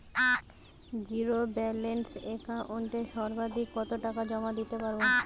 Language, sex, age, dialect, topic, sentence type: Bengali, female, 18-24, Western, banking, question